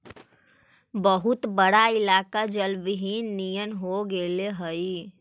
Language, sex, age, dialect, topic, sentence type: Magahi, female, 25-30, Central/Standard, banking, statement